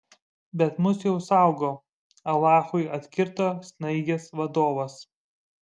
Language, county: Lithuanian, Šiauliai